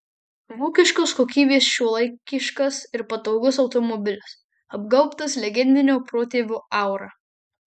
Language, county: Lithuanian, Marijampolė